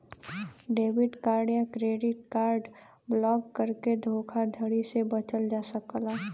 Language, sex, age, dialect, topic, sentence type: Bhojpuri, female, 18-24, Western, banking, statement